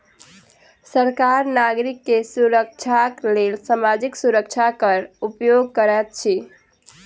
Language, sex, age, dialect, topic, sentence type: Maithili, female, 18-24, Southern/Standard, banking, statement